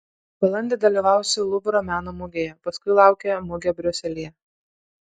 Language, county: Lithuanian, Kaunas